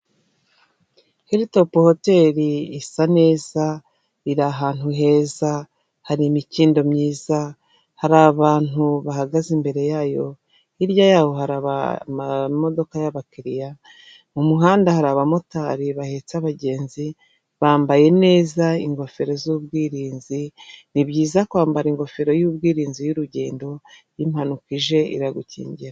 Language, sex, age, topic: Kinyarwanda, female, 36-49, government